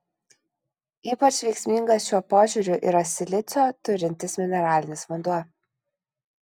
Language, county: Lithuanian, Kaunas